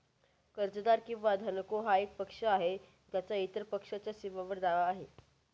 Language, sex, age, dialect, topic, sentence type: Marathi, female, 18-24, Northern Konkan, banking, statement